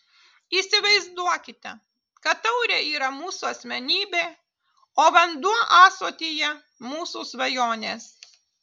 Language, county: Lithuanian, Utena